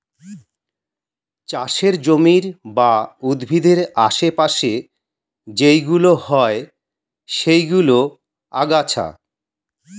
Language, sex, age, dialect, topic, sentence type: Bengali, male, 51-55, Standard Colloquial, agriculture, statement